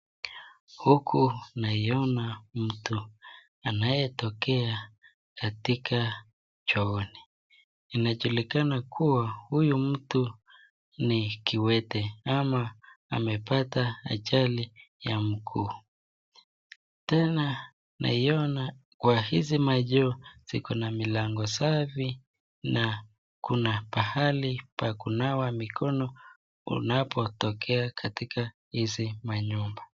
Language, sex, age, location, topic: Swahili, male, 25-35, Nakuru, health